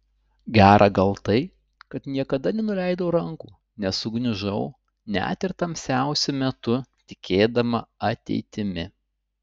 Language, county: Lithuanian, Utena